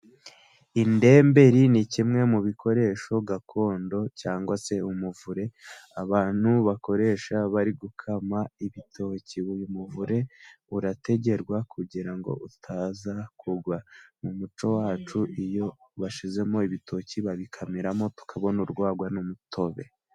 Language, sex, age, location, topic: Kinyarwanda, male, 18-24, Musanze, government